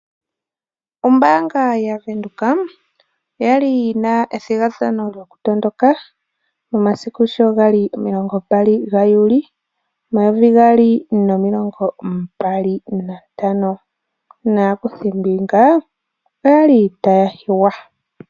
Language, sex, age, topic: Oshiwambo, male, 18-24, finance